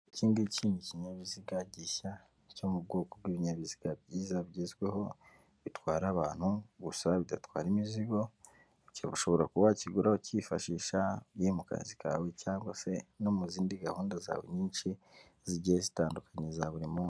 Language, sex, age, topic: Kinyarwanda, male, 25-35, finance